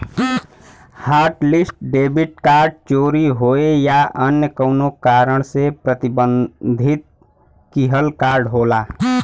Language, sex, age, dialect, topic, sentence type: Bhojpuri, male, 18-24, Western, banking, statement